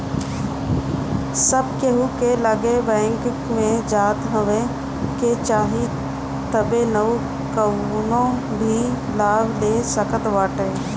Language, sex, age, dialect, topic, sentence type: Bhojpuri, female, 60-100, Northern, banking, statement